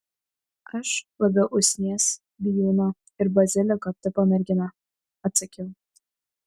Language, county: Lithuanian, Vilnius